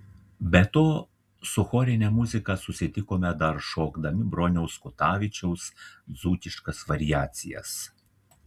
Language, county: Lithuanian, Telšiai